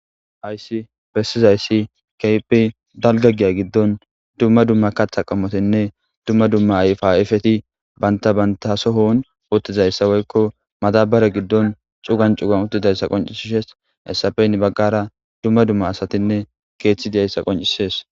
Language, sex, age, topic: Gamo, male, 18-24, government